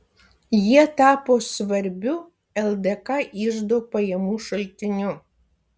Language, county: Lithuanian, Kaunas